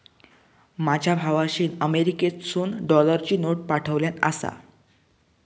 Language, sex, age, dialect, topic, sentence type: Marathi, male, 18-24, Southern Konkan, banking, statement